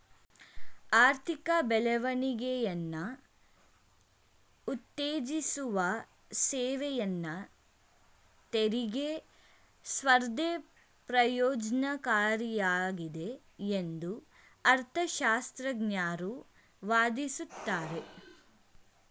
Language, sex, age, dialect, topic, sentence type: Kannada, female, 18-24, Mysore Kannada, banking, statement